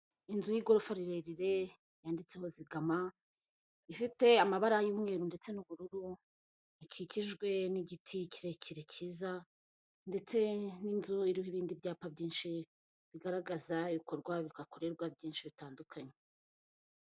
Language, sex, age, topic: Kinyarwanda, female, 25-35, government